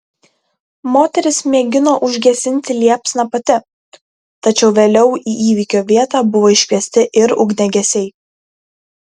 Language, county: Lithuanian, Kaunas